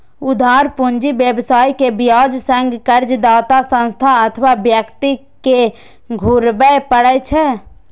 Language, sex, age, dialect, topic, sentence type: Maithili, female, 18-24, Eastern / Thethi, banking, statement